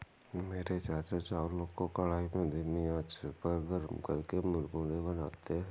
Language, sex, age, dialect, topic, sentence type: Hindi, male, 41-45, Awadhi Bundeli, agriculture, statement